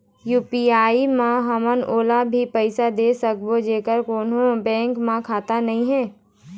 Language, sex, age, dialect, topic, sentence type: Chhattisgarhi, female, 18-24, Eastern, banking, question